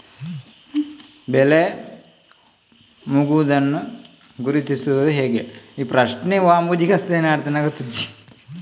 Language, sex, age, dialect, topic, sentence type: Kannada, male, 18-24, Coastal/Dakshin, agriculture, question